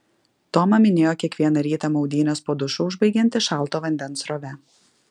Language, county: Lithuanian, Klaipėda